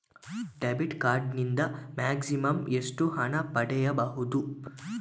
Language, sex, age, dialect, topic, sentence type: Kannada, female, 18-24, Coastal/Dakshin, banking, question